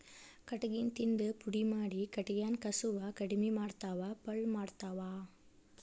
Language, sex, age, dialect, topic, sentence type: Kannada, female, 25-30, Dharwad Kannada, agriculture, statement